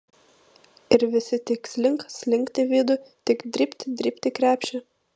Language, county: Lithuanian, Vilnius